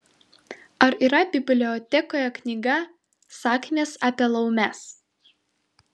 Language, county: Lithuanian, Vilnius